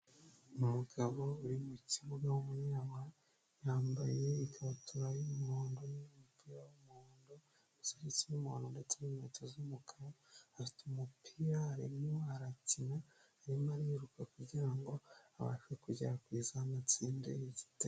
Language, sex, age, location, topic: Kinyarwanda, male, 25-35, Nyagatare, government